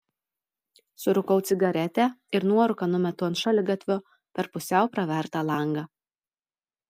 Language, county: Lithuanian, Telšiai